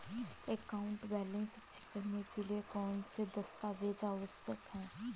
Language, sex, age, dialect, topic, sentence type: Hindi, female, 18-24, Marwari Dhudhari, banking, question